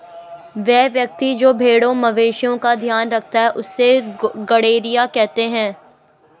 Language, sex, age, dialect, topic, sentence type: Hindi, female, 18-24, Garhwali, agriculture, statement